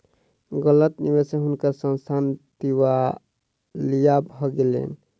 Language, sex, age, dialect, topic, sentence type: Maithili, male, 36-40, Southern/Standard, banking, statement